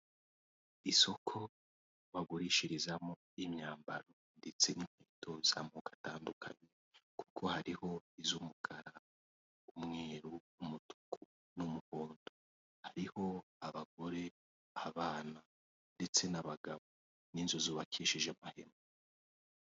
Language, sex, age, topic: Kinyarwanda, male, 18-24, finance